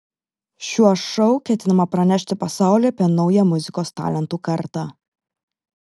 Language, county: Lithuanian, Vilnius